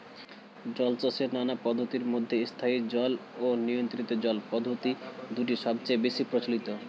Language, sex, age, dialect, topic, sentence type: Bengali, male, 18-24, Standard Colloquial, agriculture, statement